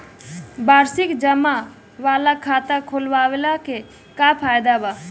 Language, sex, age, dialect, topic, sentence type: Bhojpuri, female, <18, Southern / Standard, banking, question